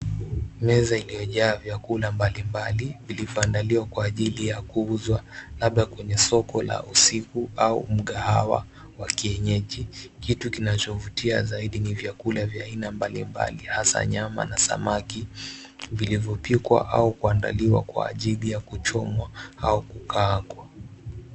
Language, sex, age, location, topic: Swahili, male, 18-24, Mombasa, agriculture